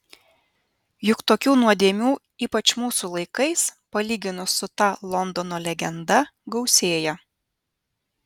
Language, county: Lithuanian, Vilnius